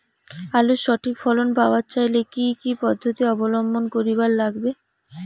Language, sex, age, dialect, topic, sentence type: Bengali, female, 18-24, Rajbangshi, agriculture, question